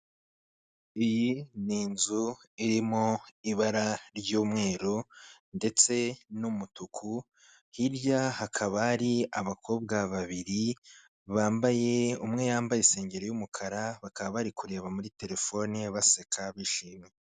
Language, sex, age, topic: Kinyarwanda, male, 18-24, finance